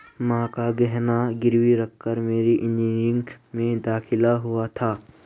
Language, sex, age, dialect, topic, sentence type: Hindi, male, 18-24, Garhwali, banking, statement